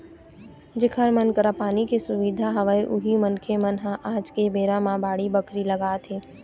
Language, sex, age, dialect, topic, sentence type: Chhattisgarhi, female, 18-24, Eastern, agriculture, statement